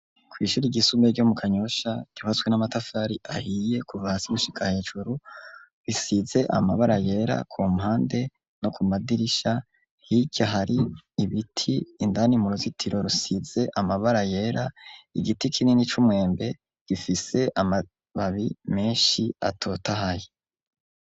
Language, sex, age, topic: Rundi, male, 25-35, education